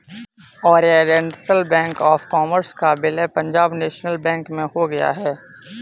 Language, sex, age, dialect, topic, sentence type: Hindi, male, 18-24, Kanauji Braj Bhasha, banking, statement